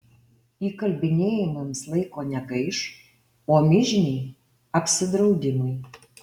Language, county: Lithuanian, Alytus